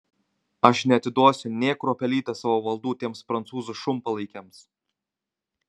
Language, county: Lithuanian, Kaunas